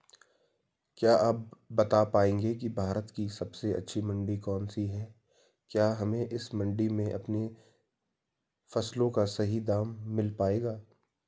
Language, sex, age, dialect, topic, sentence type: Hindi, male, 18-24, Garhwali, agriculture, question